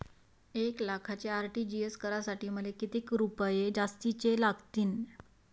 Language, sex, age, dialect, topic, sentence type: Marathi, female, 31-35, Varhadi, banking, question